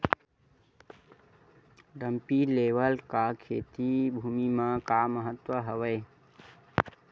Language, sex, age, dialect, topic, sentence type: Chhattisgarhi, male, 60-100, Western/Budati/Khatahi, agriculture, question